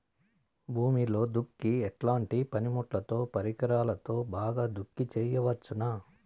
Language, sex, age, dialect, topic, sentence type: Telugu, male, 41-45, Southern, agriculture, question